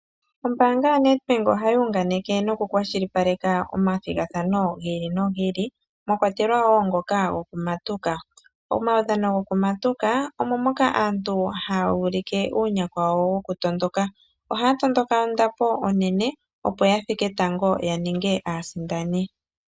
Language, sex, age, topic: Oshiwambo, female, 25-35, finance